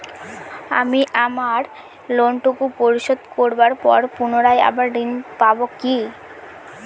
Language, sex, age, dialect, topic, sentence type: Bengali, female, 18-24, Northern/Varendri, banking, question